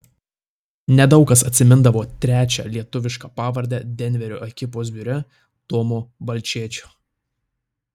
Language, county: Lithuanian, Tauragė